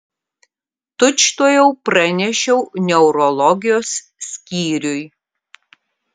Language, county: Lithuanian, Kaunas